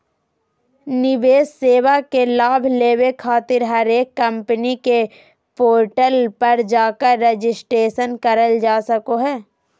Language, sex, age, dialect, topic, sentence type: Magahi, female, 25-30, Southern, banking, statement